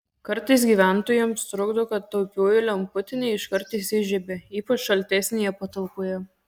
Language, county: Lithuanian, Kaunas